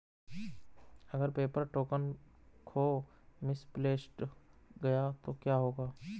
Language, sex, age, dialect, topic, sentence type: Hindi, male, 18-24, Hindustani Malvi Khadi Boli, banking, question